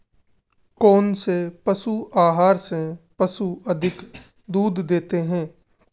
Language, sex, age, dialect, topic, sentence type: Hindi, male, 18-24, Marwari Dhudhari, agriculture, question